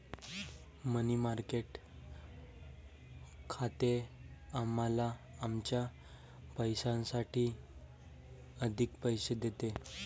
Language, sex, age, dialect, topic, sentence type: Marathi, male, 18-24, Varhadi, banking, statement